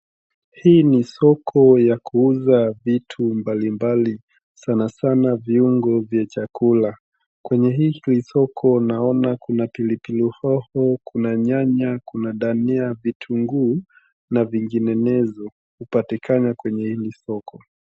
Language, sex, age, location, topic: Swahili, male, 25-35, Wajir, finance